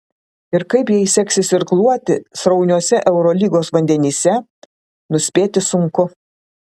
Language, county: Lithuanian, Klaipėda